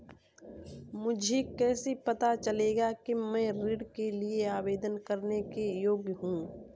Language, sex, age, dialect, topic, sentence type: Hindi, female, 25-30, Kanauji Braj Bhasha, banking, statement